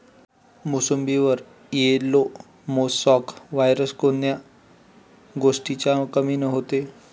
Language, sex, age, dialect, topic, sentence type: Marathi, male, 25-30, Varhadi, agriculture, question